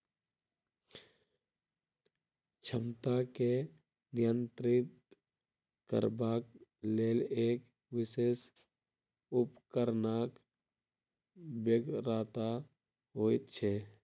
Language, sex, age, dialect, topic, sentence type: Maithili, male, 18-24, Southern/Standard, agriculture, statement